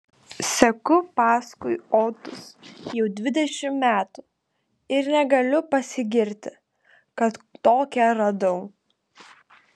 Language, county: Lithuanian, Klaipėda